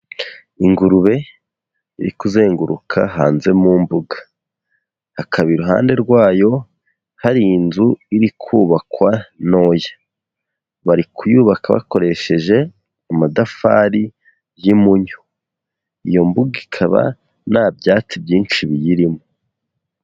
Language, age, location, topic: Kinyarwanda, 18-24, Huye, agriculture